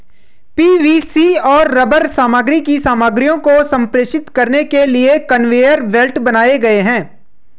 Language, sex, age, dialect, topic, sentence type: Hindi, male, 25-30, Hindustani Malvi Khadi Boli, agriculture, statement